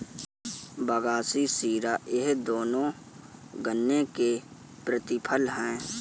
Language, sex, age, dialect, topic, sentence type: Hindi, male, 18-24, Kanauji Braj Bhasha, agriculture, statement